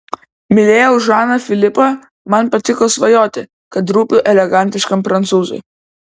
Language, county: Lithuanian, Vilnius